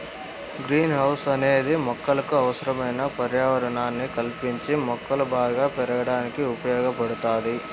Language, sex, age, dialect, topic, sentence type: Telugu, male, 25-30, Southern, agriculture, statement